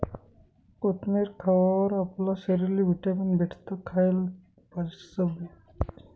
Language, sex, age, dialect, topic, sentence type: Marathi, male, 56-60, Northern Konkan, agriculture, statement